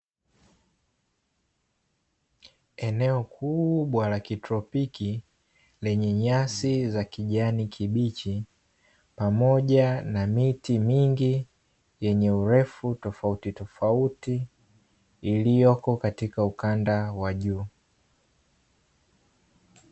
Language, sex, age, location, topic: Swahili, male, 18-24, Dar es Salaam, agriculture